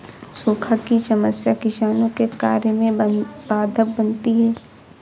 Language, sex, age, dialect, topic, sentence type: Hindi, female, 51-55, Awadhi Bundeli, agriculture, statement